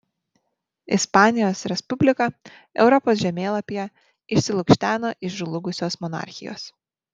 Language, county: Lithuanian, Marijampolė